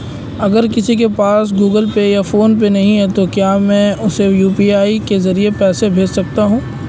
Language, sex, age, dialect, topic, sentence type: Hindi, male, 18-24, Marwari Dhudhari, banking, question